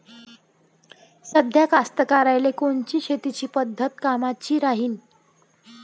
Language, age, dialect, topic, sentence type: Marathi, 25-30, Varhadi, agriculture, question